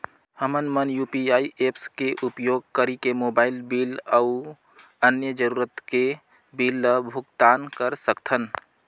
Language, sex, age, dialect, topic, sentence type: Chhattisgarhi, male, 25-30, Northern/Bhandar, banking, statement